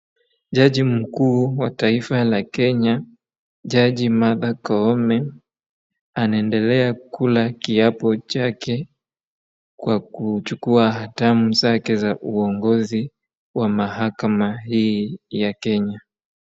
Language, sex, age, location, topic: Swahili, male, 25-35, Wajir, government